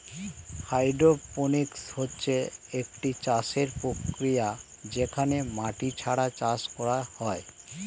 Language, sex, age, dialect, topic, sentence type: Bengali, male, 36-40, Standard Colloquial, agriculture, statement